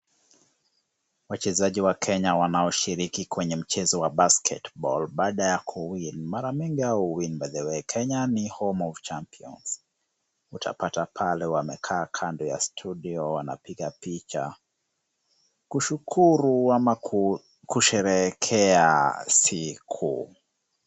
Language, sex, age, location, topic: Swahili, male, 25-35, Kisumu, government